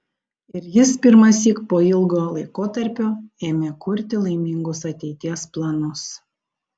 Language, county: Lithuanian, Panevėžys